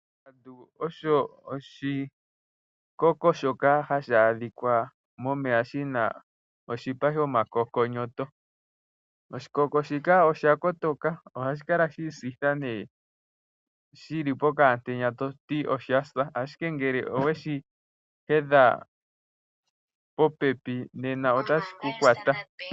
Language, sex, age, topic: Oshiwambo, male, 18-24, agriculture